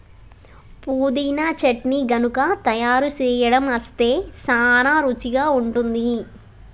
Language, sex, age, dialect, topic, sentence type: Telugu, female, 25-30, Telangana, agriculture, statement